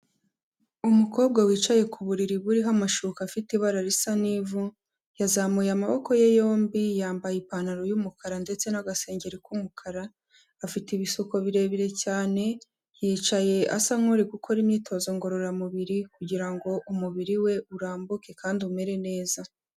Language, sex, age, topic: Kinyarwanda, female, 18-24, health